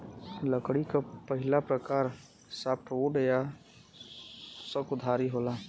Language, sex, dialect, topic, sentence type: Bhojpuri, male, Western, agriculture, statement